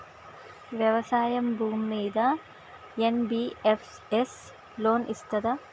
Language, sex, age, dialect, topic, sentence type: Telugu, female, 25-30, Telangana, banking, question